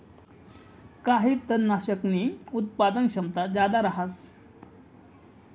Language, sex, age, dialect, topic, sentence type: Marathi, male, 18-24, Northern Konkan, agriculture, statement